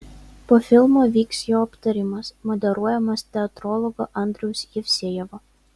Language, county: Lithuanian, Vilnius